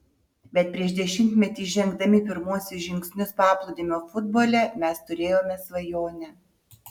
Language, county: Lithuanian, Utena